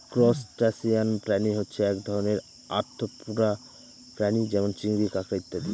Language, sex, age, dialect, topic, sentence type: Bengali, male, 18-24, Northern/Varendri, agriculture, statement